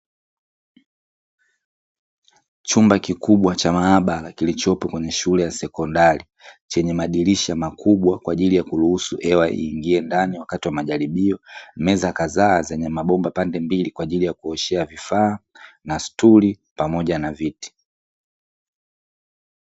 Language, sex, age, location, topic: Swahili, male, 18-24, Dar es Salaam, education